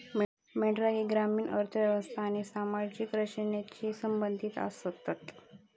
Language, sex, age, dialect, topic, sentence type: Marathi, female, 18-24, Southern Konkan, agriculture, statement